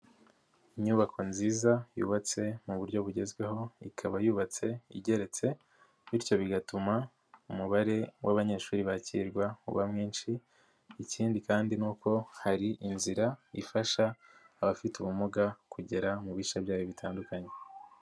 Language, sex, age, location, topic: Kinyarwanda, female, 50+, Nyagatare, education